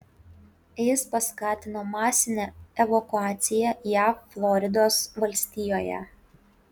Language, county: Lithuanian, Utena